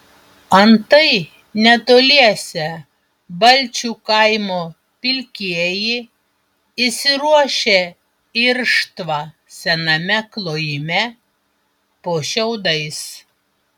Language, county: Lithuanian, Panevėžys